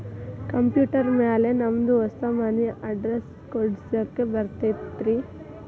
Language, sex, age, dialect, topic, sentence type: Kannada, female, 18-24, Dharwad Kannada, banking, question